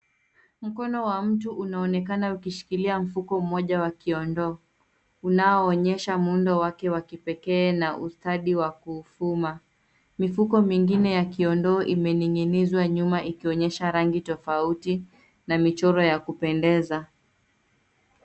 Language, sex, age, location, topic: Swahili, female, 25-35, Nairobi, finance